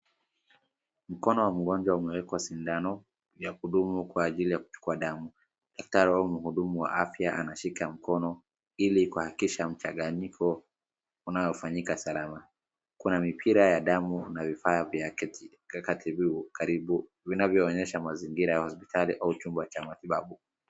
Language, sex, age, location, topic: Swahili, male, 36-49, Wajir, health